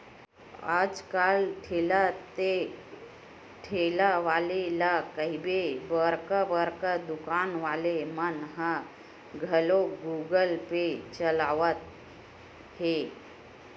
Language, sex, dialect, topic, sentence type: Chhattisgarhi, female, Western/Budati/Khatahi, banking, statement